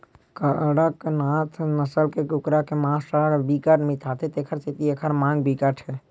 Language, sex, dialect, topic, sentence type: Chhattisgarhi, male, Western/Budati/Khatahi, agriculture, statement